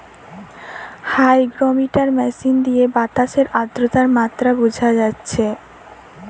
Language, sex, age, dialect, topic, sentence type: Bengali, female, 18-24, Western, agriculture, statement